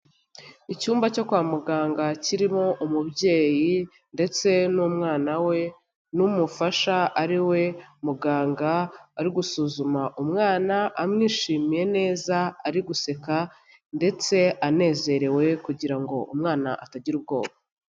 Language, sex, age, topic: Kinyarwanda, female, 25-35, health